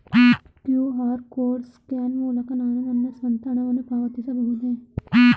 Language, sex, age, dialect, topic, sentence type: Kannada, female, 36-40, Mysore Kannada, banking, question